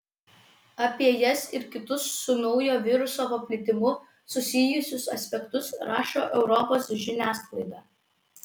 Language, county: Lithuanian, Vilnius